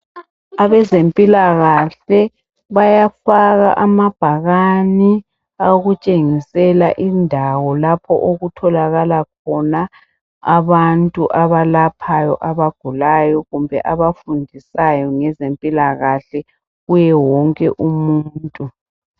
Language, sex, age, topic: North Ndebele, female, 50+, health